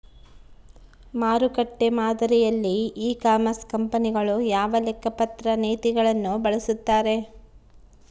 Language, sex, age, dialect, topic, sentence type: Kannada, female, 36-40, Central, agriculture, question